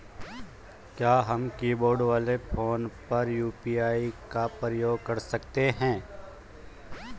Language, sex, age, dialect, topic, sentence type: Hindi, male, 25-30, Garhwali, banking, question